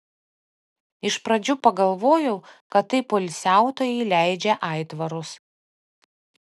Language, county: Lithuanian, Panevėžys